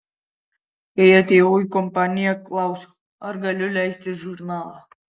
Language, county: Lithuanian, Kaunas